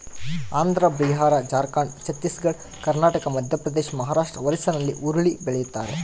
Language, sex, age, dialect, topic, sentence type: Kannada, female, 18-24, Central, agriculture, statement